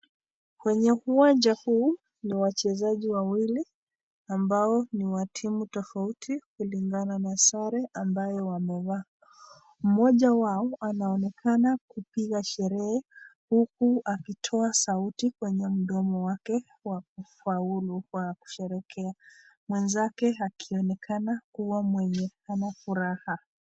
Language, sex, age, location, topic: Swahili, female, 36-49, Nakuru, government